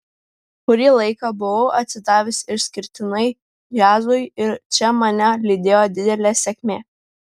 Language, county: Lithuanian, Vilnius